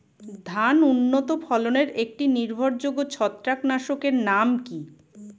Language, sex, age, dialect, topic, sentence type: Bengali, male, 18-24, Rajbangshi, agriculture, question